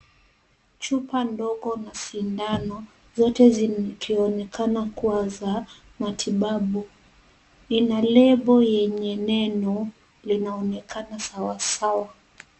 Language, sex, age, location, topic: Swahili, female, 36-49, Kisii, health